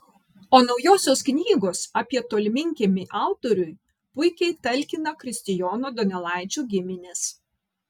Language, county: Lithuanian, Vilnius